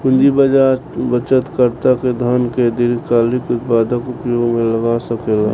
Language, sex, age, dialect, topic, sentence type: Bhojpuri, male, 18-24, Southern / Standard, banking, statement